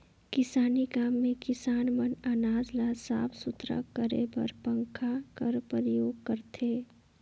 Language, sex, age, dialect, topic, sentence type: Chhattisgarhi, female, 18-24, Northern/Bhandar, agriculture, statement